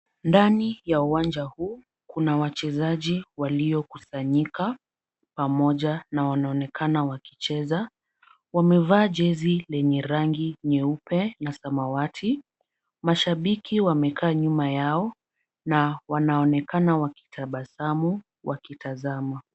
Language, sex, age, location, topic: Swahili, female, 25-35, Kisumu, government